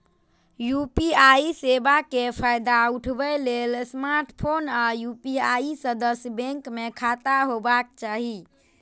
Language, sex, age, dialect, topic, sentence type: Maithili, female, 18-24, Eastern / Thethi, banking, statement